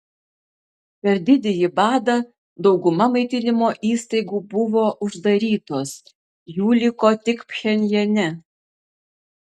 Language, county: Lithuanian, Vilnius